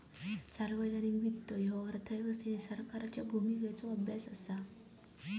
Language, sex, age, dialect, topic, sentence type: Marathi, female, 18-24, Southern Konkan, banking, statement